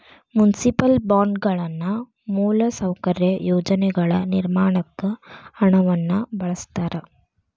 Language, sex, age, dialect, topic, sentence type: Kannada, female, 18-24, Dharwad Kannada, banking, statement